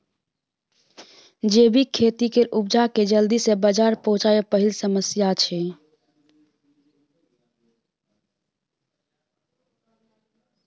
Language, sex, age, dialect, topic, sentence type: Maithili, female, 18-24, Bajjika, agriculture, statement